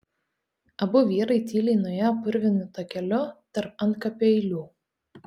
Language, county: Lithuanian, Telšiai